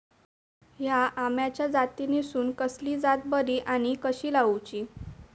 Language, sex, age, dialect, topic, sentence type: Marathi, female, 18-24, Southern Konkan, agriculture, question